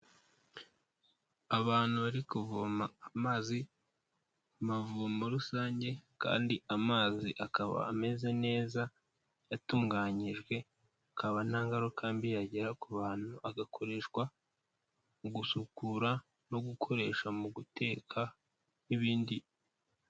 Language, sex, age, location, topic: Kinyarwanda, male, 18-24, Kigali, health